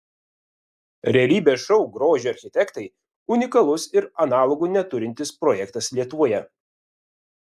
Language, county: Lithuanian, Vilnius